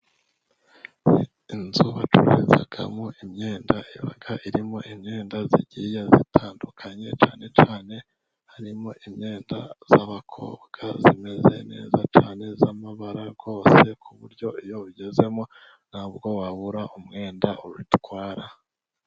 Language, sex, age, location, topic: Kinyarwanda, male, 18-24, Musanze, finance